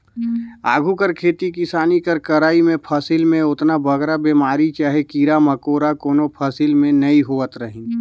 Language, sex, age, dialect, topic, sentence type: Chhattisgarhi, male, 31-35, Northern/Bhandar, agriculture, statement